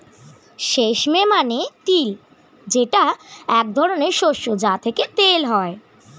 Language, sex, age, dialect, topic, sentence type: Bengali, male, <18, Standard Colloquial, agriculture, statement